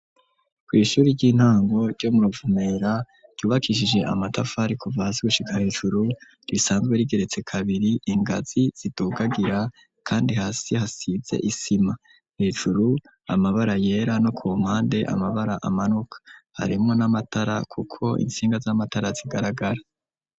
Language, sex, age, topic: Rundi, male, 25-35, education